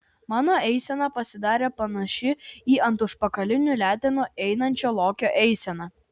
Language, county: Lithuanian, Vilnius